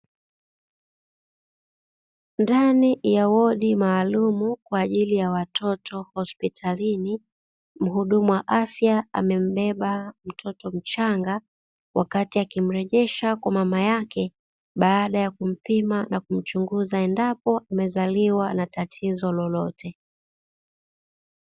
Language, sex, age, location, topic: Swahili, female, 25-35, Dar es Salaam, health